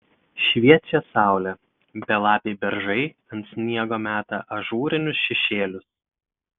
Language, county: Lithuanian, Telšiai